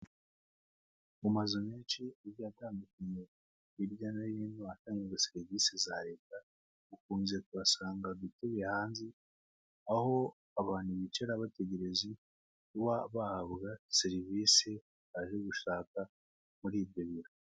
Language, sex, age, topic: Kinyarwanda, male, 25-35, government